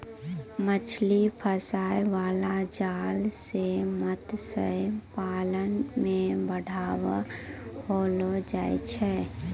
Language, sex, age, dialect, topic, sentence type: Maithili, female, 18-24, Angika, agriculture, statement